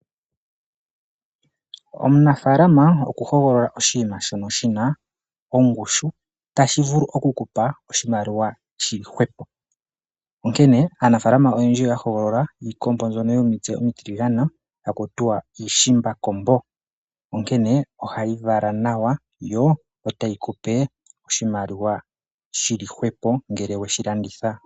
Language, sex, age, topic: Oshiwambo, male, 25-35, agriculture